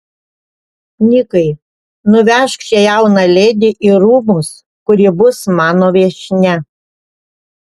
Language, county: Lithuanian, Panevėžys